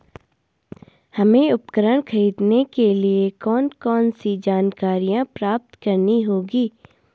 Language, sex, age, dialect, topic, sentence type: Hindi, female, 18-24, Garhwali, agriculture, question